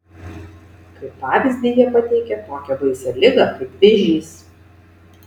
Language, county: Lithuanian, Vilnius